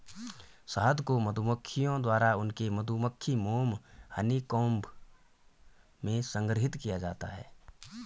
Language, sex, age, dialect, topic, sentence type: Hindi, male, 31-35, Garhwali, agriculture, statement